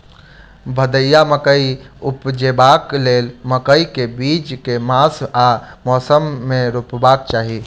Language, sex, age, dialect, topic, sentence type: Maithili, male, 18-24, Southern/Standard, agriculture, question